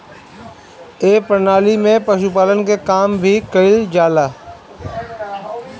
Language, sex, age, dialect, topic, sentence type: Bhojpuri, male, 36-40, Northern, agriculture, statement